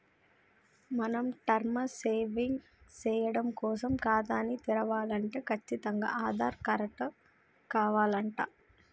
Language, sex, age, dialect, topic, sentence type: Telugu, female, 18-24, Telangana, banking, statement